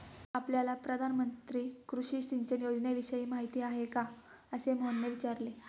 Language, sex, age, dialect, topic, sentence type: Marathi, female, 18-24, Standard Marathi, agriculture, statement